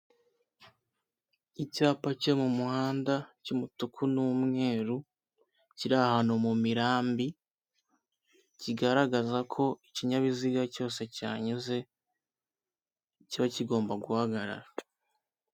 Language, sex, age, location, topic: Kinyarwanda, male, 18-24, Kigali, government